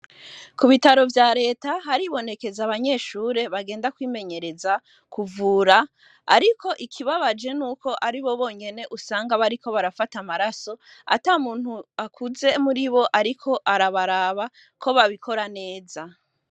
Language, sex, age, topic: Rundi, female, 25-35, education